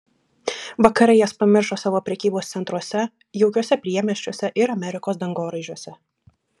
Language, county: Lithuanian, Klaipėda